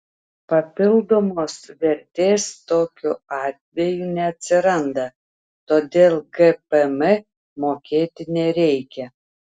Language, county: Lithuanian, Telšiai